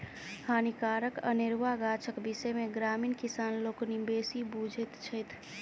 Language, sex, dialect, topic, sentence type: Maithili, male, Southern/Standard, agriculture, statement